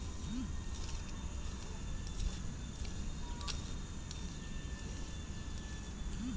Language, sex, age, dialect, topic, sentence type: Kannada, female, 36-40, Mysore Kannada, banking, statement